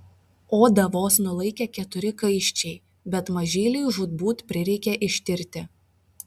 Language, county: Lithuanian, Vilnius